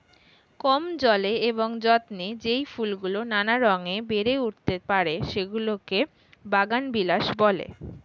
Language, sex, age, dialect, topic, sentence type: Bengali, female, 18-24, Standard Colloquial, agriculture, statement